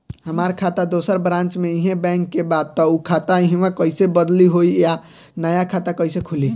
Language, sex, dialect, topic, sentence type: Bhojpuri, male, Southern / Standard, banking, question